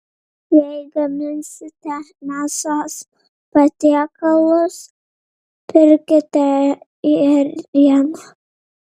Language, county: Lithuanian, Vilnius